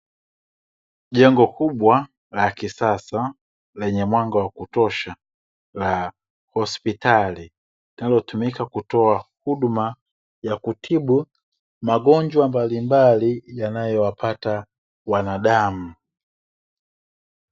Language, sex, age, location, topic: Swahili, male, 25-35, Dar es Salaam, health